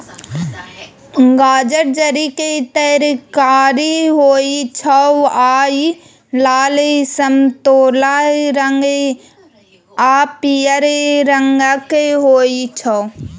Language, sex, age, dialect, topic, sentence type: Maithili, female, 25-30, Bajjika, agriculture, statement